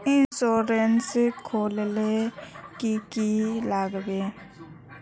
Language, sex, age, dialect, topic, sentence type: Magahi, female, 25-30, Northeastern/Surjapuri, banking, question